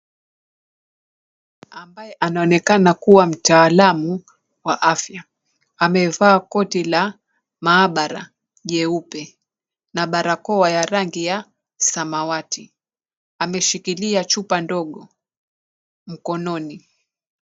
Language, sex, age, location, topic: Swahili, female, 36-49, Mombasa, health